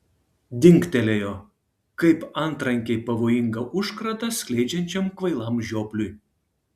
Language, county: Lithuanian, Kaunas